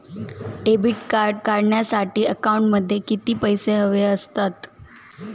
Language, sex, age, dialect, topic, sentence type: Marathi, female, 18-24, Standard Marathi, banking, question